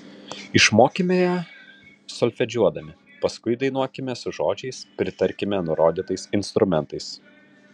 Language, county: Lithuanian, Kaunas